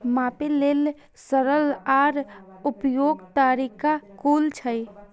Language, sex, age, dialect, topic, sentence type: Maithili, female, 18-24, Eastern / Thethi, agriculture, question